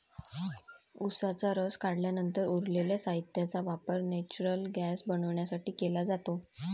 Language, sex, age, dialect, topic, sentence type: Marathi, female, 25-30, Varhadi, agriculture, statement